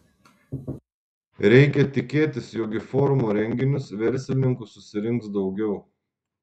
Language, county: Lithuanian, Šiauliai